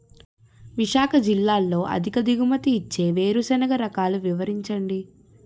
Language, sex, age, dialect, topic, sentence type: Telugu, female, 31-35, Utterandhra, agriculture, question